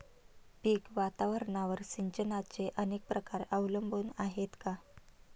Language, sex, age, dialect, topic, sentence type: Marathi, female, 31-35, Standard Marathi, agriculture, question